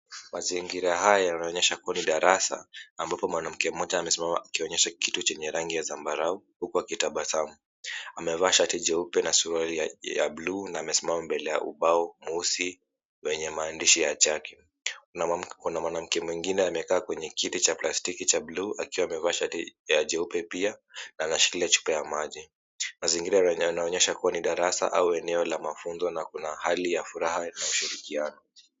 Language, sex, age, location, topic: Swahili, male, 18-24, Mombasa, health